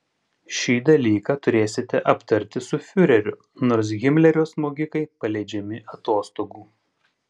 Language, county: Lithuanian, Panevėžys